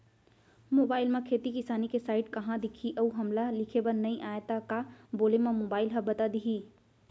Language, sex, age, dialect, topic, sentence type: Chhattisgarhi, female, 25-30, Central, agriculture, question